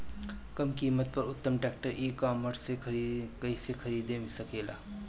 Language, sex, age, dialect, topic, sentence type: Bhojpuri, male, 25-30, Northern, agriculture, question